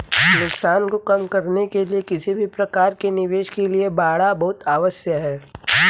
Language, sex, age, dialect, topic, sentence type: Hindi, male, 18-24, Kanauji Braj Bhasha, banking, statement